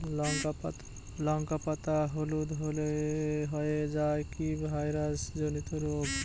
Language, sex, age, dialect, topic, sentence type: Bengali, male, 25-30, Northern/Varendri, agriculture, question